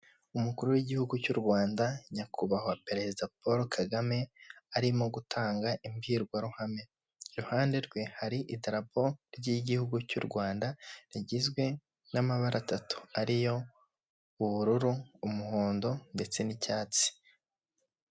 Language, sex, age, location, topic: Kinyarwanda, male, 18-24, Huye, government